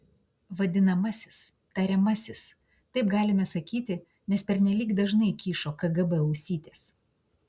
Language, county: Lithuanian, Klaipėda